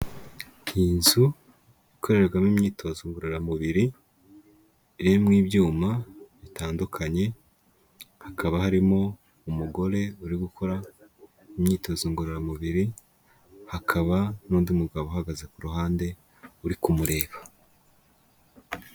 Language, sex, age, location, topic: Kinyarwanda, male, 25-35, Kigali, health